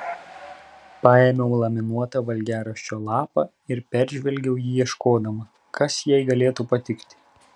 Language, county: Lithuanian, Telšiai